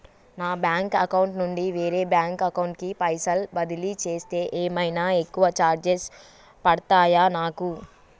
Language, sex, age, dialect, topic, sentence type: Telugu, female, 36-40, Telangana, banking, question